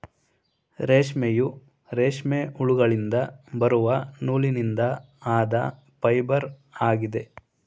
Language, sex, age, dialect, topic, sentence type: Kannada, male, 18-24, Mysore Kannada, agriculture, statement